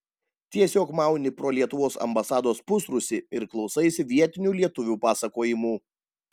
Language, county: Lithuanian, Panevėžys